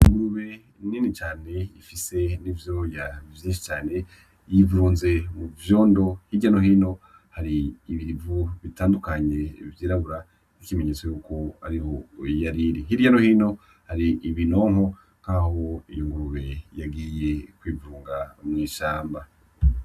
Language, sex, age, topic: Rundi, male, 25-35, agriculture